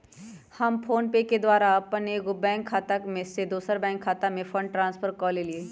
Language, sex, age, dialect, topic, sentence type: Magahi, male, 18-24, Western, banking, statement